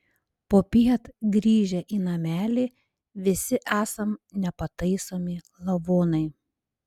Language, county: Lithuanian, Panevėžys